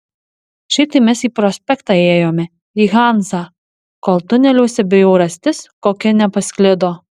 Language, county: Lithuanian, Alytus